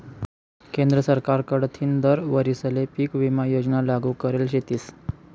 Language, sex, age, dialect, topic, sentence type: Marathi, male, 18-24, Northern Konkan, agriculture, statement